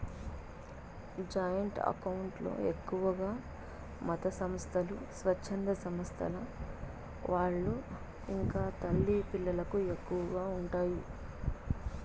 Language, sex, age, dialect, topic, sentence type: Telugu, female, 31-35, Southern, banking, statement